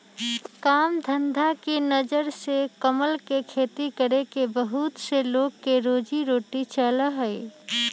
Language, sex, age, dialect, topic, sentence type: Magahi, female, 25-30, Western, agriculture, statement